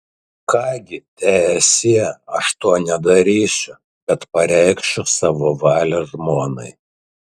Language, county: Lithuanian, Tauragė